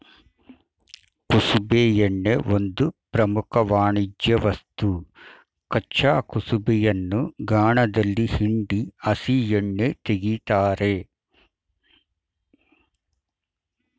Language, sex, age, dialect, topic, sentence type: Kannada, male, 51-55, Mysore Kannada, agriculture, statement